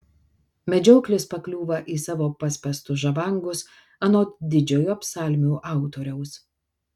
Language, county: Lithuanian, Kaunas